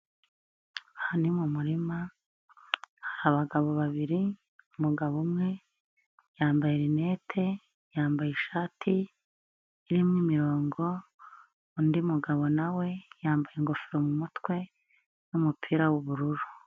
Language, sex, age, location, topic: Kinyarwanda, female, 25-35, Nyagatare, agriculture